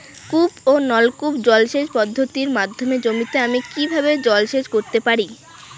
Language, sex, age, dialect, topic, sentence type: Bengali, female, 18-24, Rajbangshi, agriculture, question